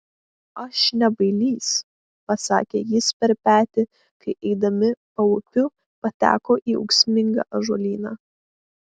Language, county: Lithuanian, Klaipėda